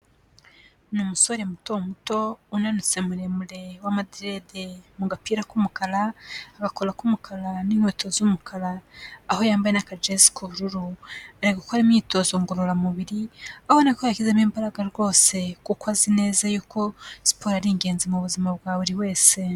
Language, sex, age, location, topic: Kinyarwanda, female, 25-35, Kigali, health